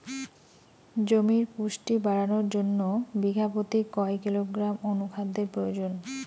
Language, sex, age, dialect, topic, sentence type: Bengali, female, 18-24, Rajbangshi, agriculture, question